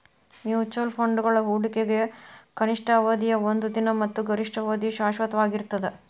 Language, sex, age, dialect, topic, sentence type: Kannada, female, 31-35, Dharwad Kannada, banking, statement